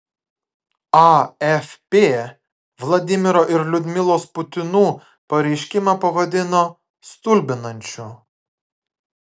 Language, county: Lithuanian, Klaipėda